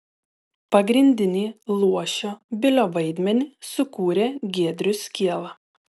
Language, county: Lithuanian, Telšiai